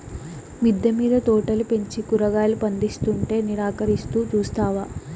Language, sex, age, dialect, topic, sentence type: Telugu, female, 18-24, Southern, agriculture, statement